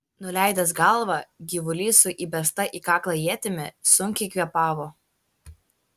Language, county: Lithuanian, Kaunas